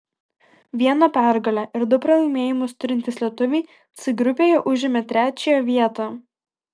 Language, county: Lithuanian, Kaunas